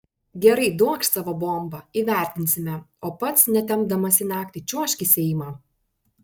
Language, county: Lithuanian, Panevėžys